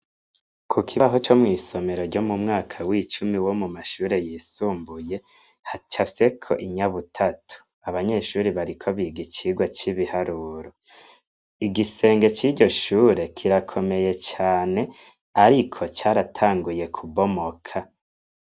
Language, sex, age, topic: Rundi, male, 25-35, education